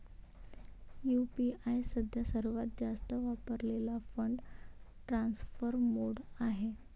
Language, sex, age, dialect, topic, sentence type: Marathi, female, 18-24, Varhadi, banking, statement